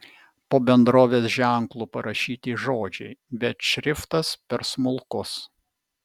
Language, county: Lithuanian, Vilnius